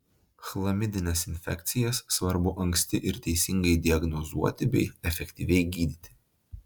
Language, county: Lithuanian, Utena